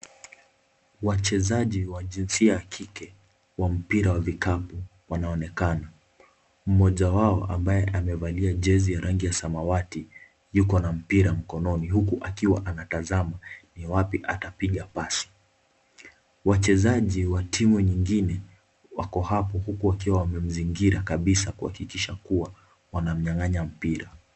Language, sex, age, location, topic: Swahili, male, 18-24, Kisumu, government